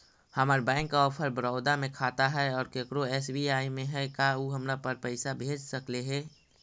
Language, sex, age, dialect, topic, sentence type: Magahi, male, 56-60, Central/Standard, banking, question